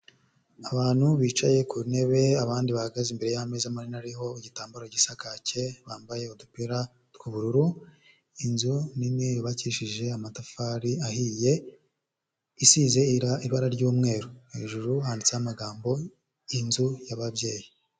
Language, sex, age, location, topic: Kinyarwanda, male, 25-35, Huye, health